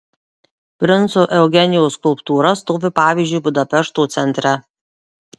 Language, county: Lithuanian, Marijampolė